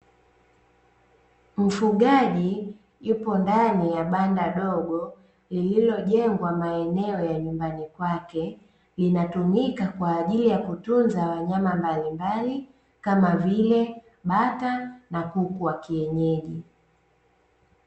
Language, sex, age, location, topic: Swahili, female, 25-35, Dar es Salaam, agriculture